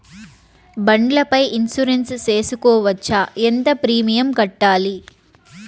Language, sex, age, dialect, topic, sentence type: Telugu, female, 25-30, Southern, banking, question